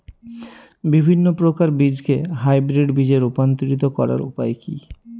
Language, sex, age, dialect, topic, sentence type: Bengali, male, 41-45, Northern/Varendri, agriculture, question